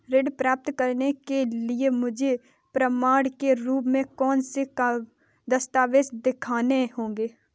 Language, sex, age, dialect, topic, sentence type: Hindi, female, 18-24, Kanauji Braj Bhasha, banking, statement